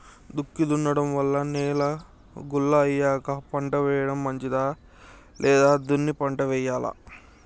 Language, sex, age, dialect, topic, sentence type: Telugu, male, 60-100, Telangana, agriculture, question